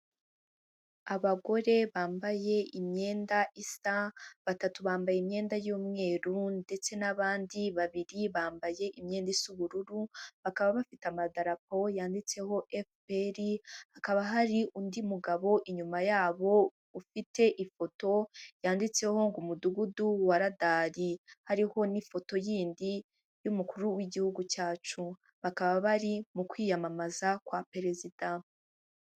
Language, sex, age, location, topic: Kinyarwanda, female, 18-24, Huye, government